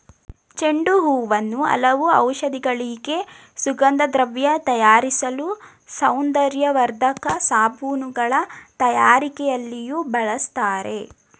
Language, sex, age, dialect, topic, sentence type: Kannada, female, 18-24, Mysore Kannada, agriculture, statement